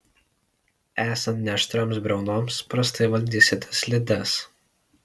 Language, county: Lithuanian, Alytus